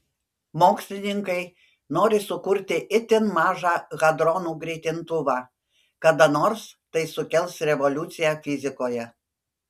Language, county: Lithuanian, Panevėžys